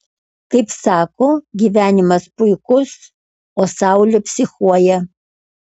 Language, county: Lithuanian, Kaunas